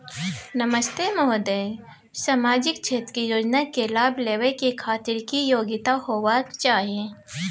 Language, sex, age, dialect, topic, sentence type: Maithili, female, 25-30, Bajjika, banking, question